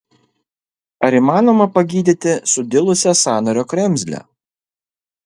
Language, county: Lithuanian, Kaunas